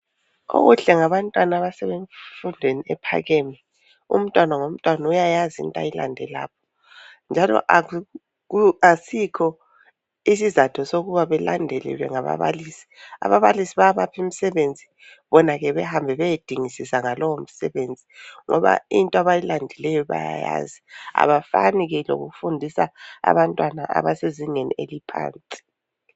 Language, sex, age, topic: North Ndebele, female, 50+, education